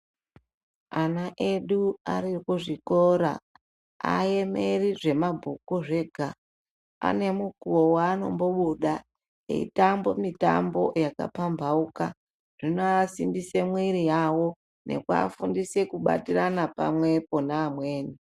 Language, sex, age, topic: Ndau, female, 36-49, education